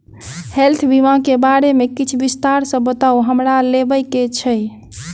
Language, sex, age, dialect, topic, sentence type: Maithili, female, 18-24, Southern/Standard, banking, question